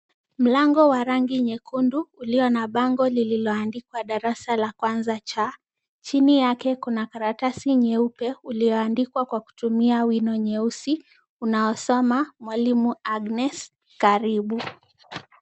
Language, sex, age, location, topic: Swahili, female, 25-35, Kisumu, education